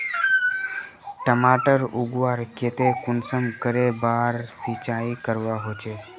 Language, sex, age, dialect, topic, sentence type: Magahi, male, 31-35, Northeastern/Surjapuri, agriculture, question